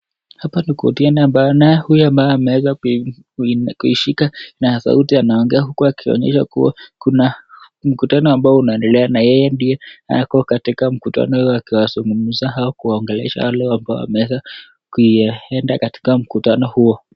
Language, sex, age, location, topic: Swahili, male, 25-35, Nakuru, government